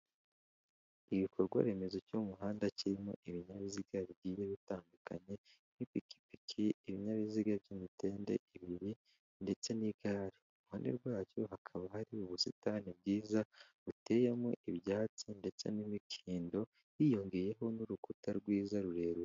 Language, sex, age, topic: Kinyarwanda, male, 18-24, government